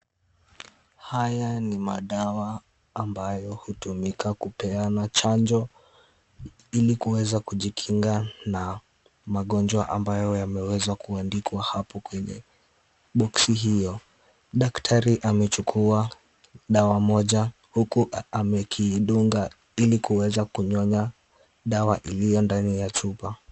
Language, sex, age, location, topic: Swahili, male, 18-24, Kisumu, health